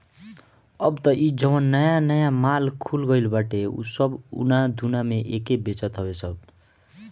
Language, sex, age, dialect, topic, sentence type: Bhojpuri, male, 25-30, Northern, agriculture, statement